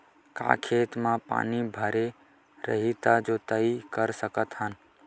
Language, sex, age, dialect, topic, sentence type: Chhattisgarhi, male, 18-24, Western/Budati/Khatahi, agriculture, question